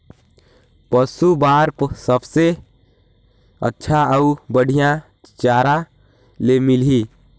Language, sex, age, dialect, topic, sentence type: Chhattisgarhi, male, 18-24, Northern/Bhandar, agriculture, question